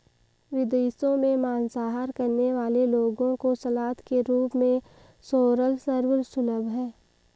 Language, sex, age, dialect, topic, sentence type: Hindi, female, 18-24, Marwari Dhudhari, agriculture, statement